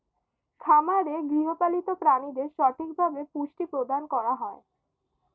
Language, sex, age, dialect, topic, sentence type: Bengali, female, <18, Standard Colloquial, agriculture, statement